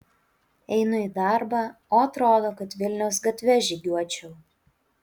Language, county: Lithuanian, Utena